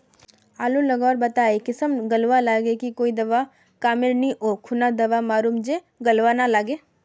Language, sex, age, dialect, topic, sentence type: Magahi, female, 56-60, Northeastern/Surjapuri, agriculture, question